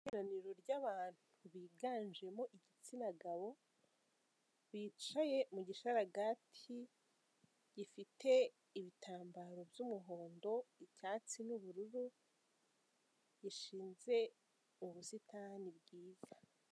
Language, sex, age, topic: Kinyarwanda, female, 18-24, government